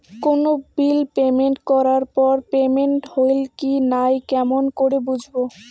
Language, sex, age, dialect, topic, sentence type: Bengali, female, 60-100, Rajbangshi, banking, question